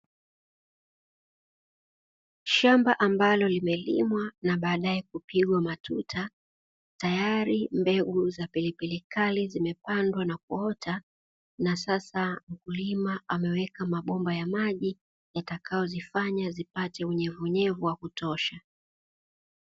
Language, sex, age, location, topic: Swahili, female, 18-24, Dar es Salaam, agriculture